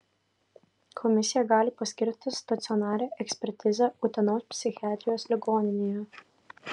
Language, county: Lithuanian, Kaunas